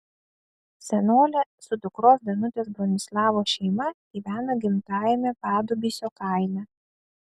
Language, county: Lithuanian, Kaunas